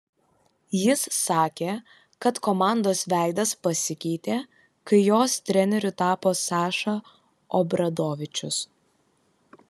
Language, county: Lithuanian, Kaunas